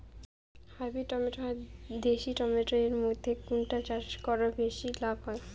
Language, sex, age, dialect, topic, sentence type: Bengali, female, 31-35, Rajbangshi, agriculture, question